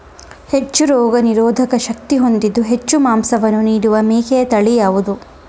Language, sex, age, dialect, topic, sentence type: Kannada, female, 18-24, Mysore Kannada, agriculture, question